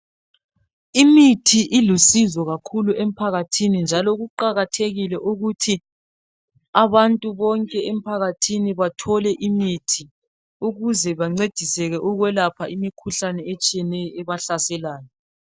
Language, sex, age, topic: North Ndebele, male, 36-49, health